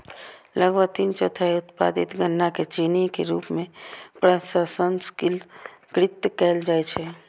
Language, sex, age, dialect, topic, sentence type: Maithili, female, 25-30, Eastern / Thethi, agriculture, statement